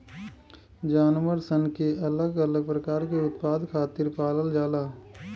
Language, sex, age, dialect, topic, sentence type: Bhojpuri, male, 25-30, Southern / Standard, agriculture, statement